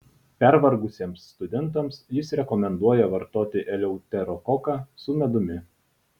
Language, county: Lithuanian, Utena